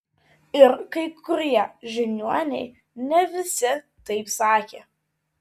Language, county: Lithuanian, Vilnius